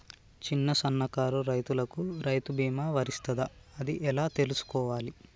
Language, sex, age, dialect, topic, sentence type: Telugu, male, 18-24, Telangana, agriculture, question